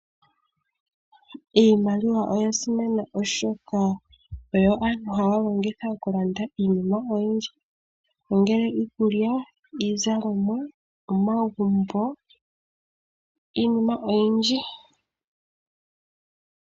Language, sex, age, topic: Oshiwambo, female, 18-24, finance